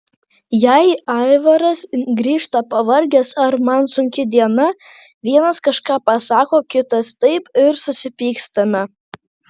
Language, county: Lithuanian, Kaunas